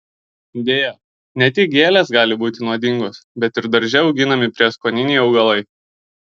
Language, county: Lithuanian, Kaunas